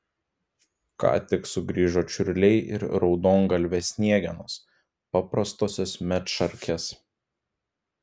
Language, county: Lithuanian, Klaipėda